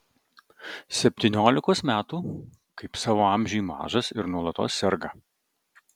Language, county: Lithuanian, Vilnius